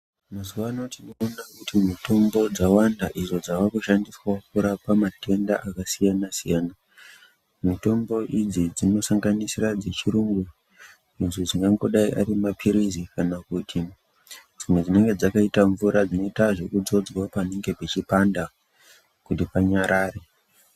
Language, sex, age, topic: Ndau, female, 50+, health